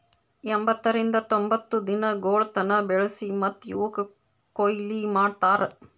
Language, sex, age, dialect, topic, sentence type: Kannada, female, 25-30, Northeastern, agriculture, statement